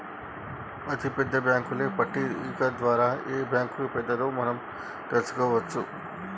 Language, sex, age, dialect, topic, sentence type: Telugu, male, 36-40, Telangana, banking, statement